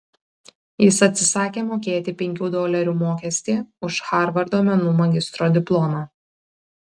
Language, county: Lithuanian, Kaunas